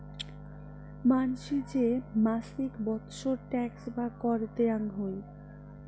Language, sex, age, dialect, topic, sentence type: Bengali, female, 25-30, Rajbangshi, banking, statement